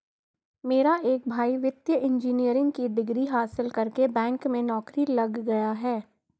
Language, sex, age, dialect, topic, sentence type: Hindi, female, 51-55, Garhwali, banking, statement